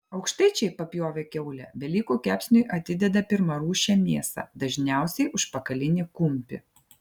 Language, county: Lithuanian, Klaipėda